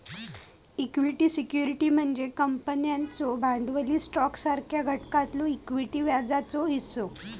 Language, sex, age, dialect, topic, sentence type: Marathi, female, 18-24, Southern Konkan, banking, statement